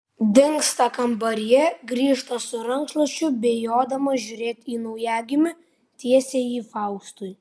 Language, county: Lithuanian, Vilnius